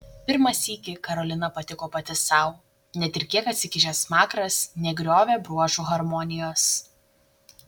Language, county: Lithuanian, Šiauliai